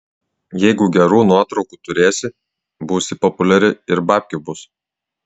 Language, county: Lithuanian, Klaipėda